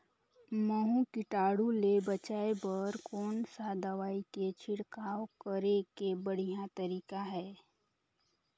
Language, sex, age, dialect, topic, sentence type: Chhattisgarhi, female, 18-24, Northern/Bhandar, agriculture, question